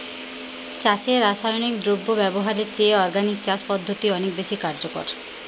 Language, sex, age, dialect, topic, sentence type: Bengali, female, 31-35, Jharkhandi, agriculture, statement